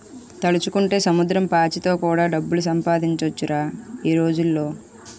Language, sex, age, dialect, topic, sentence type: Telugu, female, 41-45, Utterandhra, agriculture, statement